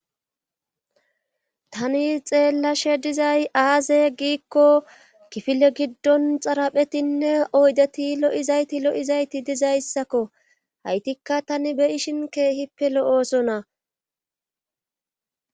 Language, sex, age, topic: Gamo, female, 36-49, government